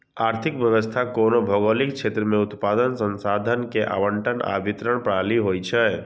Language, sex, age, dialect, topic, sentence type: Maithili, male, 60-100, Eastern / Thethi, banking, statement